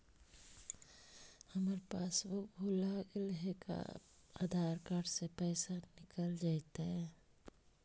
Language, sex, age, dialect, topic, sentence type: Magahi, male, 56-60, Central/Standard, banking, question